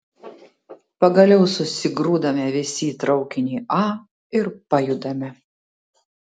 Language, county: Lithuanian, Tauragė